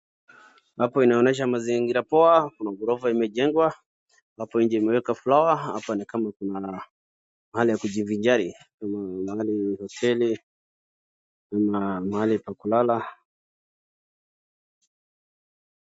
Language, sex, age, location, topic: Swahili, male, 36-49, Wajir, education